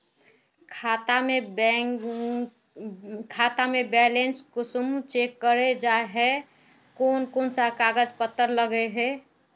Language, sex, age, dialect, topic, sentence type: Magahi, female, 41-45, Northeastern/Surjapuri, banking, question